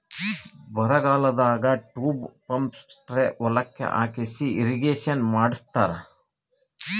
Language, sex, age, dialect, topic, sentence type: Kannada, female, 41-45, Northeastern, agriculture, statement